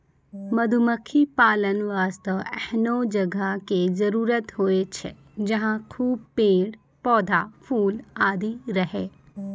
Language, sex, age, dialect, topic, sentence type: Maithili, female, 25-30, Angika, agriculture, statement